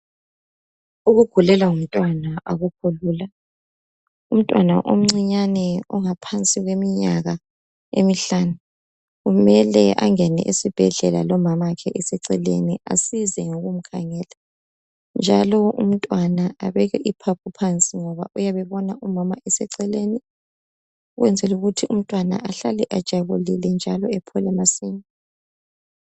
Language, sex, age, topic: North Ndebele, female, 25-35, health